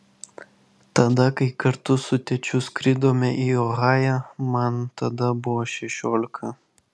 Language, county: Lithuanian, Vilnius